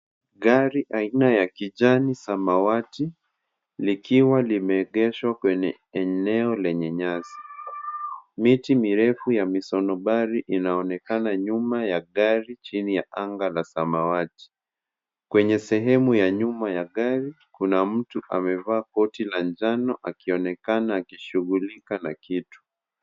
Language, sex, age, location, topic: Swahili, male, 50+, Kisumu, finance